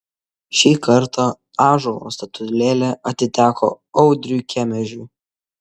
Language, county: Lithuanian, Kaunas